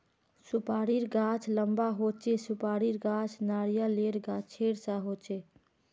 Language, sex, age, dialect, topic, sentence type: Magahi, female, 46-50, Northeastern/Surjapuri, agriculture, statement